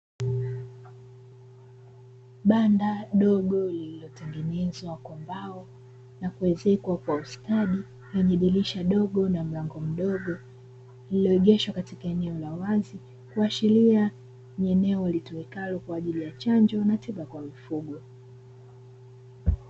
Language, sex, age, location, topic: Swahili, female, 25-35, Dar es Salaam, agriculture